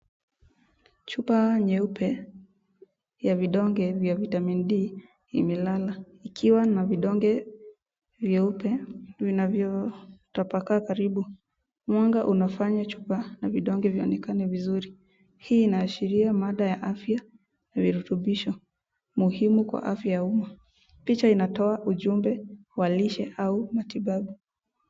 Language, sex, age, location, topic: Swahili, female, 18-24, Nakuru, health